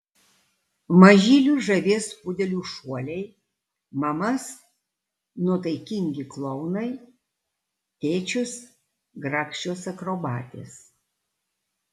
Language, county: Lithuanian, Alytus